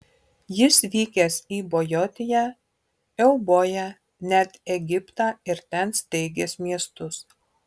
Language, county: Lithuanian, Marijampolė